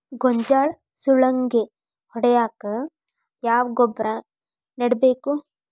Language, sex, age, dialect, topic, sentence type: Kannada, female, 18-24, Dharwad Kannada, agriculture, question